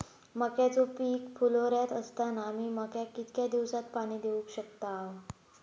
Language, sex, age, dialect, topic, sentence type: Marathi, female, 18-24, Southern Konkan, agriculture, question